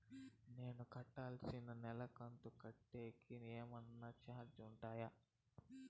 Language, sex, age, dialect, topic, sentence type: Telugu, male, 18-24, Southern, banking, question